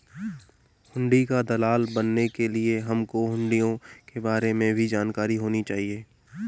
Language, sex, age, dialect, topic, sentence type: Hindi, male, 31-35, Marwari Dhudhari, banking, statement